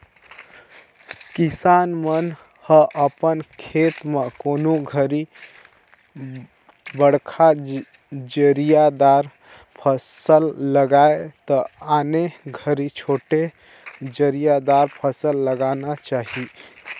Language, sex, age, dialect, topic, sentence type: Chhattisgarhi, male, 56-60, Northern/Bhandar, agriculture, statement